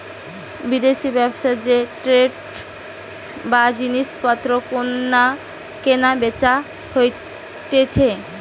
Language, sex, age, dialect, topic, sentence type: Bengali, female, 18-24, Western, banking, statement